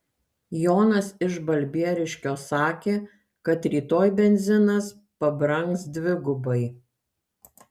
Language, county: Lithuanian, Kaunas